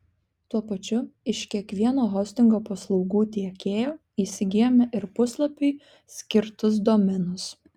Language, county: Lithuanian, Klaipėda